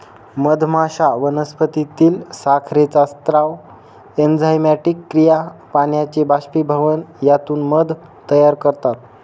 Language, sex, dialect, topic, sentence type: Marathi, male, Northern Konkan, agriculture, statement